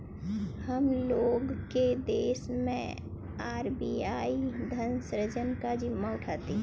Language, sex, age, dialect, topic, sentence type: Hindi, female, 36-40, Kanauji Braj Bhasha, banking, statement